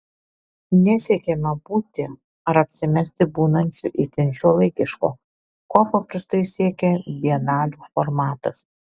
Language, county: Lithuanian, Alytus